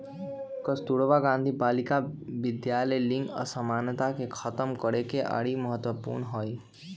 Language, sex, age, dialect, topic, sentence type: Magahi, male, 18-24, Western, banking, statement